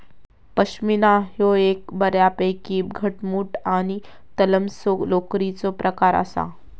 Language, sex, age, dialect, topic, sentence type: Marathi, female, 18-24, Southern Konkan, agriculture, statement